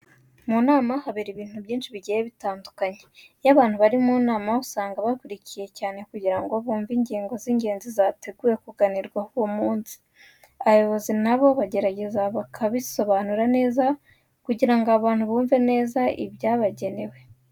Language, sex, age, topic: Kinyarwanda, female, 18-24, education